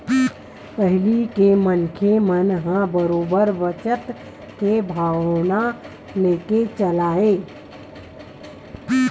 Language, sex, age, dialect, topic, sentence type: Chhattisgarhi, female, 31-35, Western/Budati/Khatahi, banking, statement